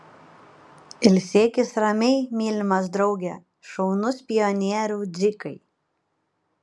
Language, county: Lithuanian, Panevėžys